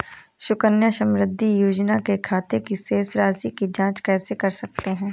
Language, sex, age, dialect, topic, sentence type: Hindi, female, 18-24, Awadhi Bundeli, banking, question